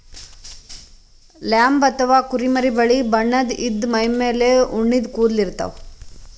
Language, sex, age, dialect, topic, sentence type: Kannada, female, 25-30, Northeastern, agriculture, statement